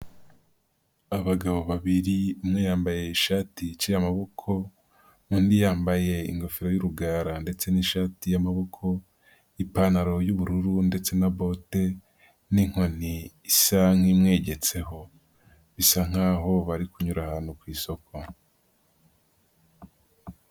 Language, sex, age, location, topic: Kinyarwanda, female, 50+, Nyagatare, finance